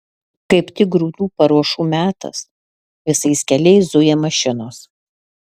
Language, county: Lithuanian, Alytus